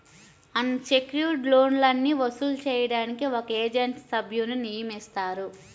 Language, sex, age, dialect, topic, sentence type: Telugu, female, 31-35, Central/Coastal, banking, statement